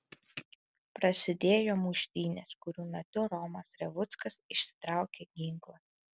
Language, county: Lithuanian, Alytus